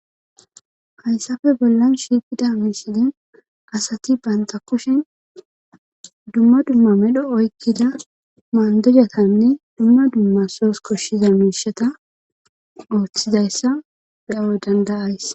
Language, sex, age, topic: Gamo, female, 25-35, government